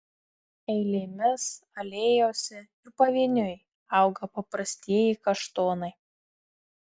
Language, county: Lithuanian, Marijampolė